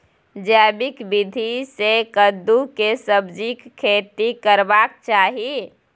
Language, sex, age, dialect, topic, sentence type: Maithili, female, 18-24, Bajjika, agriculture, question